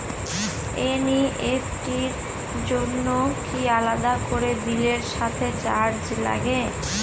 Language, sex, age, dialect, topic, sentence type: Bengali, female, 18-24, Northern/Varendri, banking, question